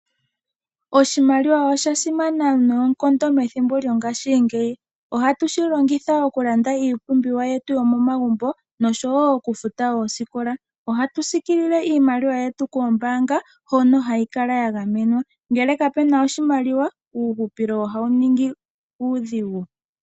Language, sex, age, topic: Oshiwambo, female, 18-24, finance